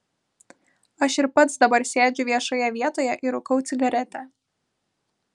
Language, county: Lithuanian, Vilnius